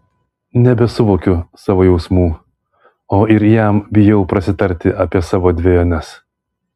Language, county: Lithuanian, Vilnius